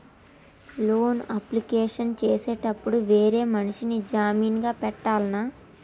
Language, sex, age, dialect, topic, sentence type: Telugu, female, 25-30, Telangana, banking, question